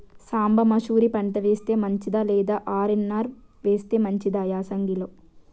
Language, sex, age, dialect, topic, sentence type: Telugu, female, 18-24, Telangana, agriculture, question